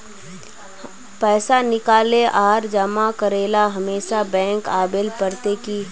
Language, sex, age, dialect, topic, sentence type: Magahi, female, 18-24, Northeastern/Surjapuri, banking, question